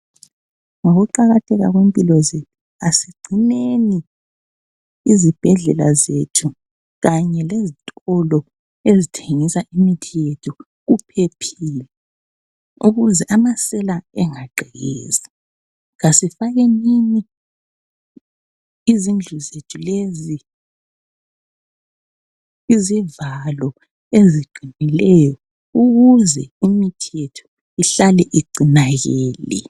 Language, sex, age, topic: North Ndebele, female, 25-35, health